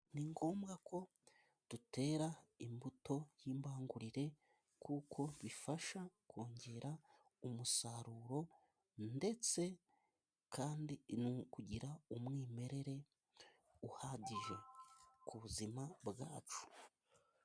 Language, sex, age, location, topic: Kinyarwanda, male, 25-35, Musanze, agriculture